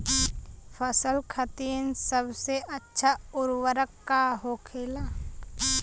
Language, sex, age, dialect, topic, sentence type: Bhojpuri, female, 18-24, Western, agriculture, question